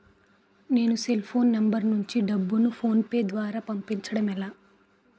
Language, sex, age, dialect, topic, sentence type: Telugu, female, 18-24, Utterandhra, banking, question